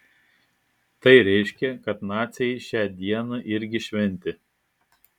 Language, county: Lithuanian, Klaipėda